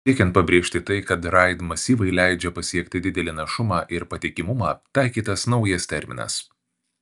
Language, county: Lithuanian, Šiauliai